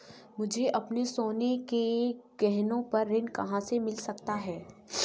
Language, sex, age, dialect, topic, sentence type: Hindi, female, 18-24, Kanauji Braj Bhasha, banking, statement